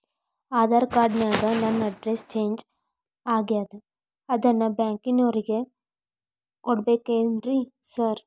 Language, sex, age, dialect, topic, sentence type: Kannada, female, 18-24, Dharwad Kannada, banking, question